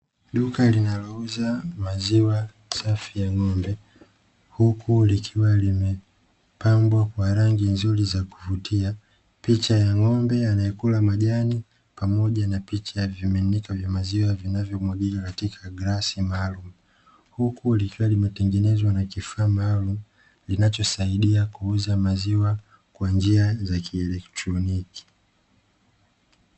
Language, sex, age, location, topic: Swahili, male, 25-35, Dar es Salaam, finance